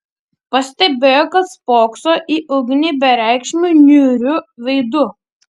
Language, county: Lithuanian, Panevėžys